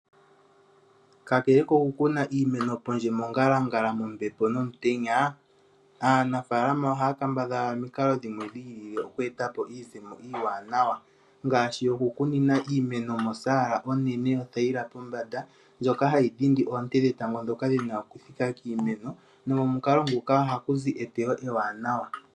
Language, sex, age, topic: Oshiwambo, male, 18-24, agriculture